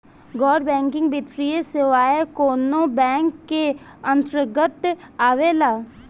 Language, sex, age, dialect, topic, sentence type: Bhojpuri, female, 18-24, Northern, banking, question